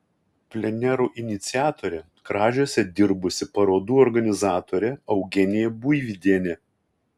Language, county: Lithuanian, Kaunas